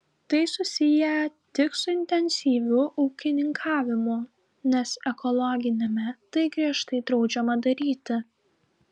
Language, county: Lithuanian, Klaipėda